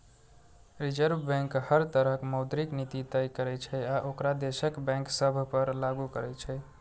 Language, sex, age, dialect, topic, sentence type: Maithili, male, 36-40, Eastern / Thethi, banking, statement